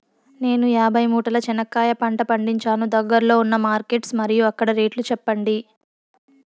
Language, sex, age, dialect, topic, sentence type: Telugu, female, 46-50, Southern, agriculture, question